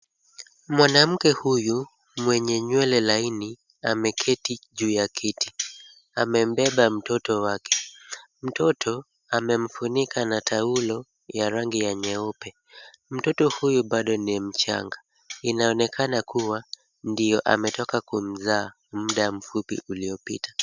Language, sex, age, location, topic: Swahili, male, 25-35, Kisumu, health